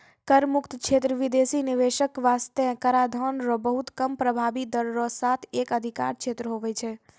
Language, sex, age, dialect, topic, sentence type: Maithili, female, 46-50, Angika, banking, statement